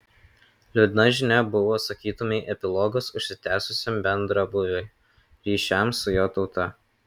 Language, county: Lithuanian, Kaunas